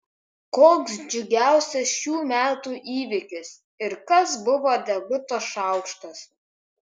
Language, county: Lithuanian, Kaunas